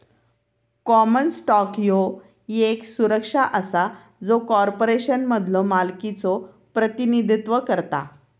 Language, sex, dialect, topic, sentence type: Marathi, female, Southern Konkan, banking, statement